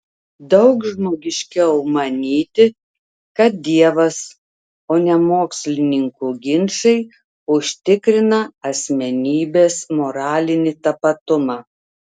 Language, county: Lithuanian, Telšiai